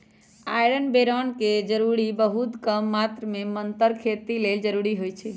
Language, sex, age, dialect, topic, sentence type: Magahi, male, 25-30, Western, agriculture, statement